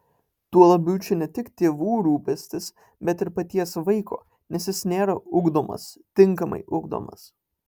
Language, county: Lithuanian, Alytus